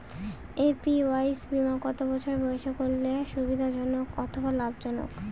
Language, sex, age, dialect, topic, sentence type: Bengali, female, 18-24, Northern/Varendri, banking, question